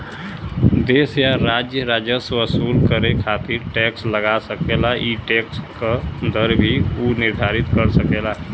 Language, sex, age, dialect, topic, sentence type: Bhojpuri, male, 25-30, Western, banking, statement